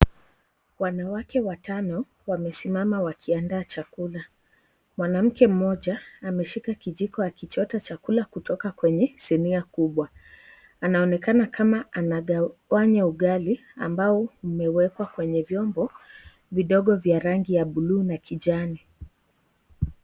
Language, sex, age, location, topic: Swahili, female, 18-24, Kisii, agriculture